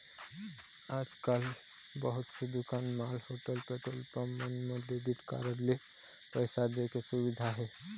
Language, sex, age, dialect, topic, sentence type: Chhattisgarhi, male, 25-30, Eastern, banking, statement